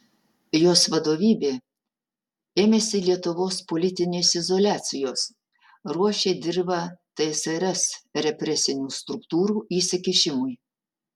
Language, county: Lithuanian, Utena